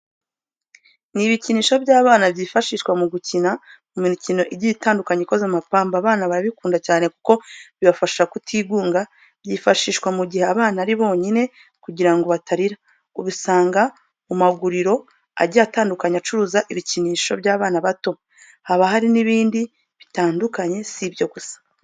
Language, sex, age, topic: Kinyarwanda, female, 25-35, education